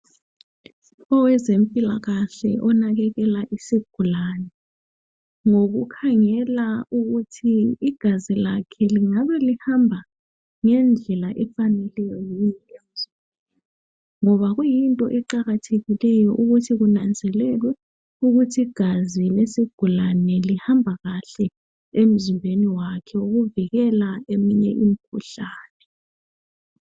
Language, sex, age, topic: North Ndebele, female, 25-35, health